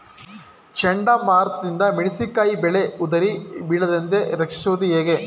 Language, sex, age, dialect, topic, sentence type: Kannada, male, 25-30, Mysore Kannada, agriculture, question